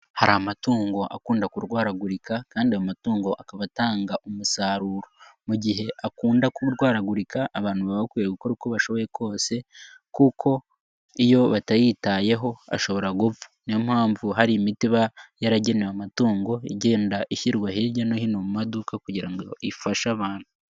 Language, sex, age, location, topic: Kinyarwanda, male, 18-24, Nyagatare, agriculture